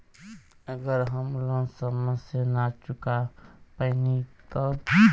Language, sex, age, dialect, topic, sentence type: Bhojpuri, male, 18-24, Western, banking, question